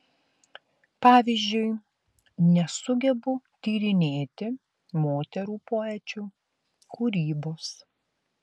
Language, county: Lithuanian, Klaipėda